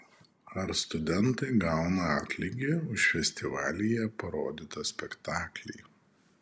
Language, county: Lithuanian, Šiauliai